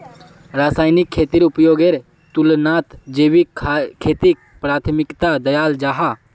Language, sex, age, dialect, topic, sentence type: Magahi, male, 18-24, Northeastern/Surjapuri, agriculture, statement